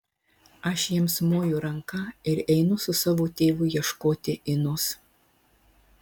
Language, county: Lithuanian, Marijampolė